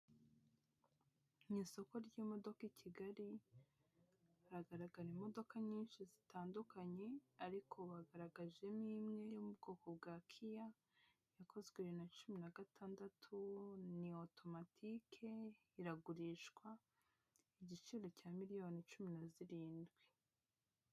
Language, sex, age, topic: Kinyarwanda, female, 25-35, finance